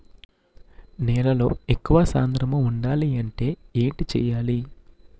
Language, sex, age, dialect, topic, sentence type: Telugu, male, 41-45, Utterandhra, agriculture, question